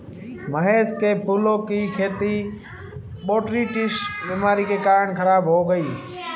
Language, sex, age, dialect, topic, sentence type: Hindi, female, 18-24, Marwari Dhudhari, agriculture, statement